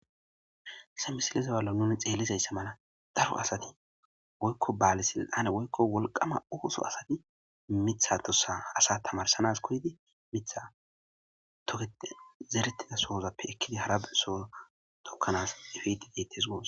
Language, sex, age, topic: Gamo, male, 25-35, agriculture